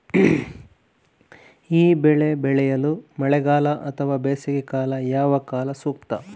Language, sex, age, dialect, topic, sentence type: Kannada, male, 18-24, Coastal/Dakshin, agriculture, question